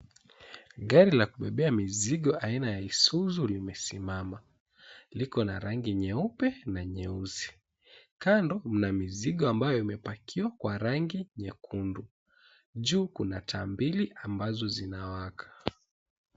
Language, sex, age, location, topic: Swahili, male, 18-24, Mombasa, government